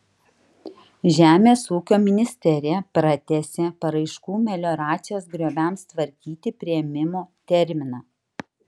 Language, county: Lithuanian, Kaunas